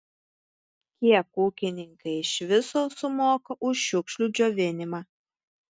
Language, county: Lithuanian, Tauragė